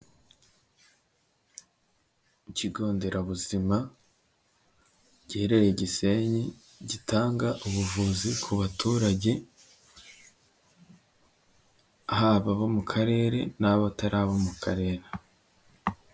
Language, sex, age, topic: Kinyarwanda, male, 18-24, health